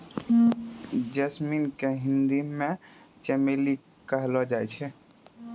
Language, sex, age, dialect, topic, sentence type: Maithili, male, 18-24, Angika, agriculture, statement